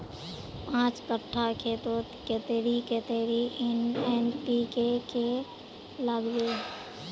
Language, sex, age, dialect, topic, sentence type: Magahi, female, 25-30, Northeastern/Surjapuri, agriculture, question